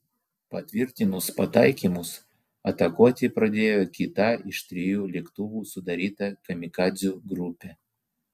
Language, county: Lithuanian, Vilnius